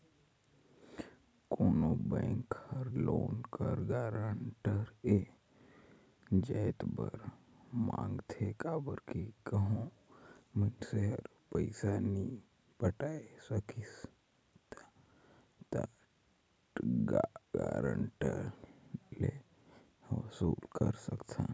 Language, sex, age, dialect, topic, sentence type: Chhattisgarhi, male, 18-24, Northern/Bhandar, banking, statement